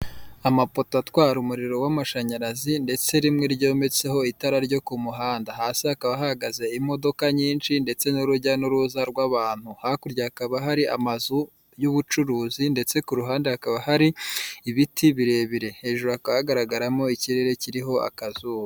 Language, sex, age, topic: Kinyarwanda, female, 18-24, government